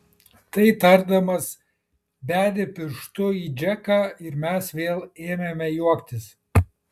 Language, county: Lithuanian, Kaunas